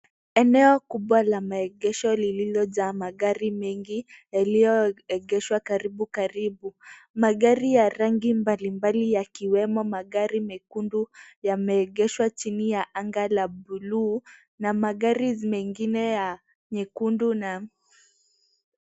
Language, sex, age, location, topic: Swahili, female, 18-24, Nairobi, finance